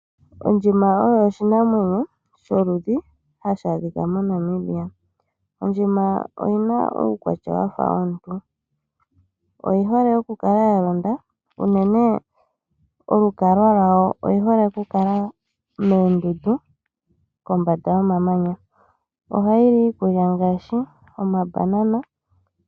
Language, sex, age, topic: Oshiwambo, male, 25-35, agriculture